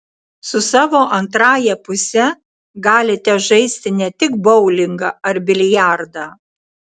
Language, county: Lithuanian, Tauragė